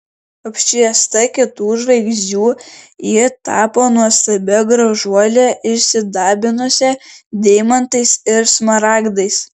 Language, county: Lithuanian, Šiauliai